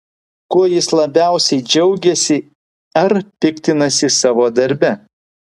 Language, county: Lithuanian, Vilnius